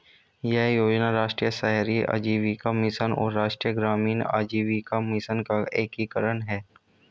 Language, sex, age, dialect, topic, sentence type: Hindi, male, 18-24, Hindustani Malvi Khadi Boli, banking, statement